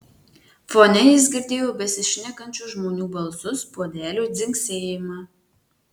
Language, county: Lithuanian, Marijampolė